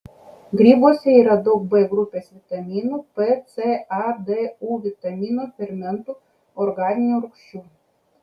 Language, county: Lithuanian, Kaunas